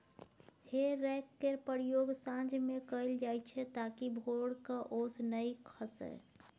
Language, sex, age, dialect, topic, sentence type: Maithili, female, 51-55, Bajjika, agriculture, statement